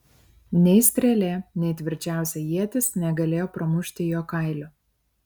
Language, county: Lithuanian, Klaipėda